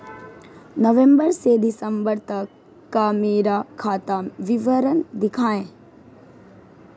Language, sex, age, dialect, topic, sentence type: Hindi, female, 18-24, Marwari Dhudhari, banking, question